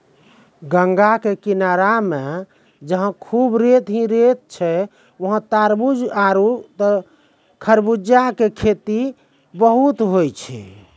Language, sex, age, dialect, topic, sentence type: Maithili, male, 41-45, Angika, agriculture, statement